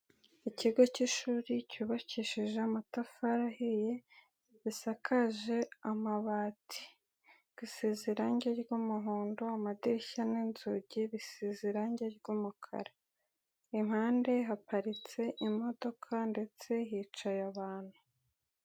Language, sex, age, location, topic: Kinyarwanda, male, 25-35, Nyagatare, education